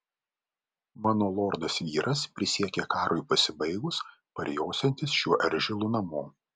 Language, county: Lithuanian, Vilnius